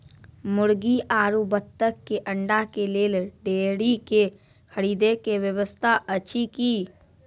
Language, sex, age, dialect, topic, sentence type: Maithili, female, 56-60, Angika, agriculture, question